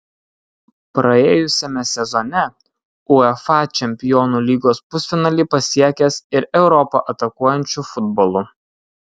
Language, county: Lithuanian, Kaunas